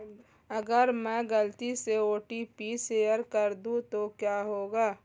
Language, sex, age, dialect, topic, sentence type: Hindi, female, 25-30, Marwari Dhudhari, banking, question